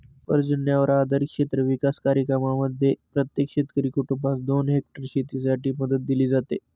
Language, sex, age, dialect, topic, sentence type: Marathi, male, 18-24, Northern Konkan, agriculture, statement